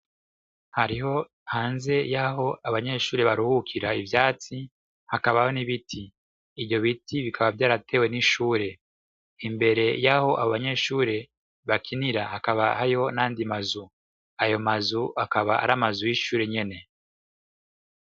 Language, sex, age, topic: Rundi, male, 25-35, education